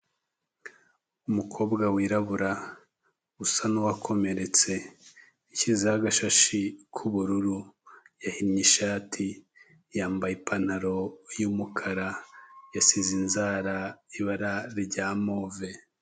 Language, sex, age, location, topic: Kinyarwanda, male, 25-35, Kigali, health